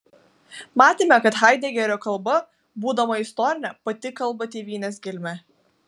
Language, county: Lithuanian, Vilnius